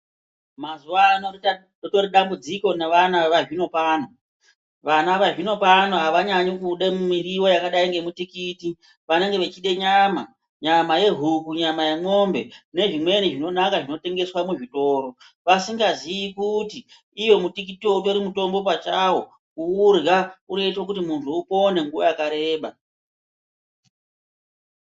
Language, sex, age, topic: Ndau, female, 36-49, health